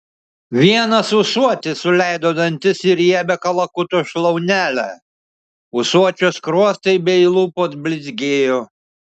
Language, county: Lithuanian, Šiauliai